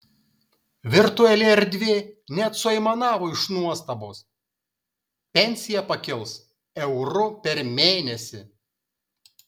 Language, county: Lithuanian, Kaunas